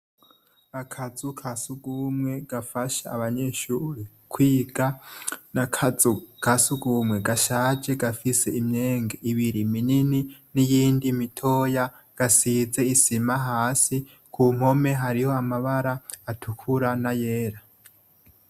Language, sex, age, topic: Rundi, male, 18-24, education